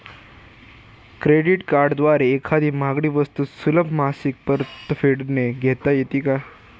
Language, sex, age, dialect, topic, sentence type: Marathi, male, <18, Standard Marathi, banking, question